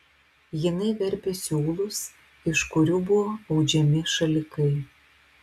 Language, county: Lithuanian, Telšiai